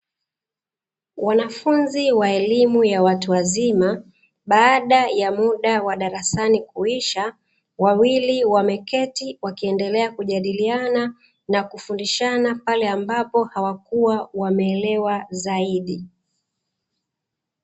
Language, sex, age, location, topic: Swahili, female, 36-49, Dar es Salaam, education